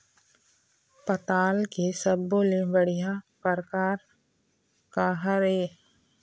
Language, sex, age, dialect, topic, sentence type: Chhattisgarhi, female, 25-30, Eastern, agriculture, question